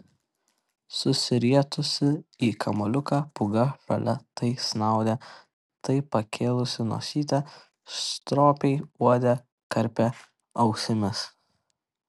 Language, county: Lithuanian, Kaunas